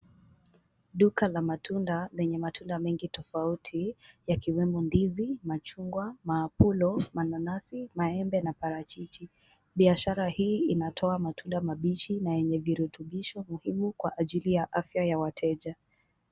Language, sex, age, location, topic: Swahili, female, 18-24, Kisumu, finance